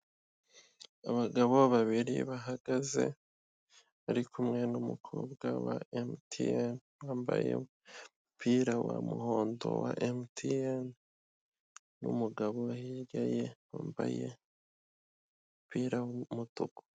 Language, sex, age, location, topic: Kinyarwanda, male, 18-24, Kigali, finance